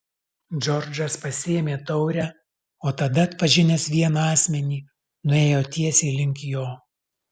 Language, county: Lithuanian, Alytus